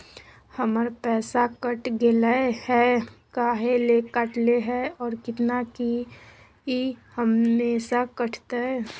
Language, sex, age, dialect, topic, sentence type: Magahi, female, 25-30, Southern, banking, question